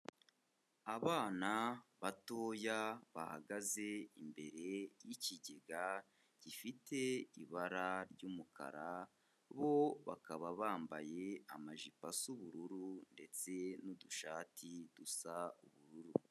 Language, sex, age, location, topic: Kinyarwanda, male, 25-35, Kigali, education